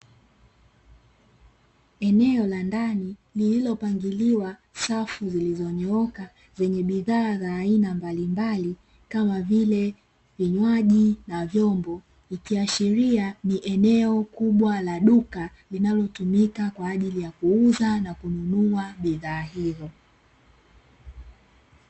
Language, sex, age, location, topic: Swahili, female, 18-24, Dar es Salaam, finance